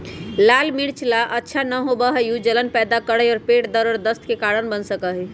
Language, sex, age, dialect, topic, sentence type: Magahi, female, 25-30, Western, agriculture, statement